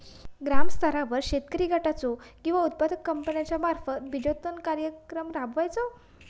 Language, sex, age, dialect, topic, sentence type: Marathi, female, 41-45, Southern Konkan, agriculture, question